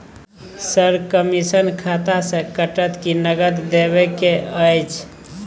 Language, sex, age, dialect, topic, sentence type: Maithili, male, 25-30, Bajjika, banking, question